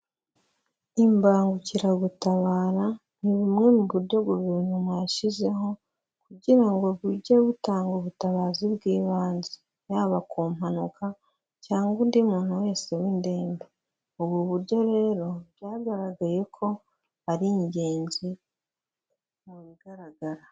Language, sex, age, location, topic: Kinyarwanda, female, 25-35, Huye, government